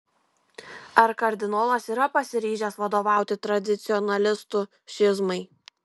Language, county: Lithuanian, Kaunas